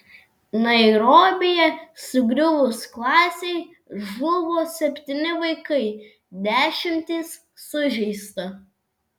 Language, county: Lithuanian, Vilnius